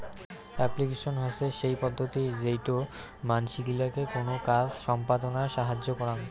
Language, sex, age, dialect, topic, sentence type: Bengali, male, 18-24, Rajbangshi, agriculture, statement